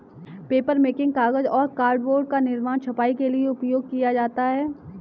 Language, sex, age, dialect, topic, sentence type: Hindi, female, 18-24, Kanauji Braj Bhasha, agriculture, statement